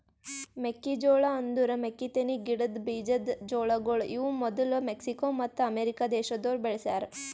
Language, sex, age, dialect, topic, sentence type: Kannada, female, 18-24, Northeastern, agriculture, statement